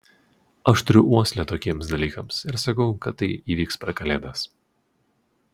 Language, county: Lithuanian, Utena